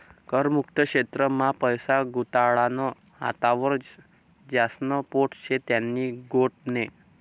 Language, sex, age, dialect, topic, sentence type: Marathi, male, 18-24, Northern Konkan, banking, statement